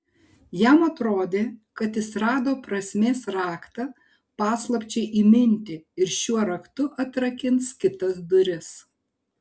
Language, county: Lithuanian, Kaunas